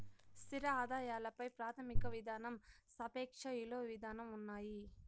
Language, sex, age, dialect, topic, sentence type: Telugu, female, 60-100, Southern, banking, statement